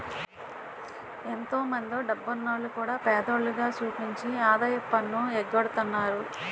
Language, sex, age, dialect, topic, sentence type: Telugu, female, 41-45, Utterandhra, banking, statement